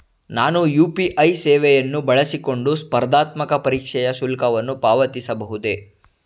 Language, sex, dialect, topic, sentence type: Kannada, male, Mysore Kannada, banking, question